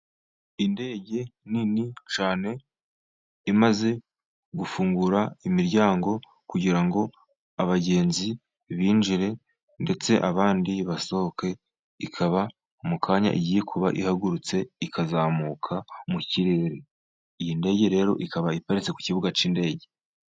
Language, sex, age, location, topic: Kinyarwanda, male, 50+, Musanze, government